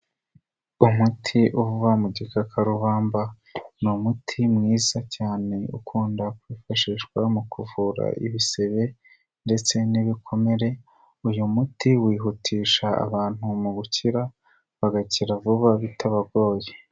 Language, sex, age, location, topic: Kinyarwanda, male, 18-24, Kigali, health